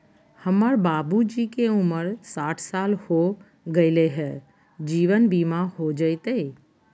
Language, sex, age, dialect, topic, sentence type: Magahi, female, 51-55, Southern, banking, question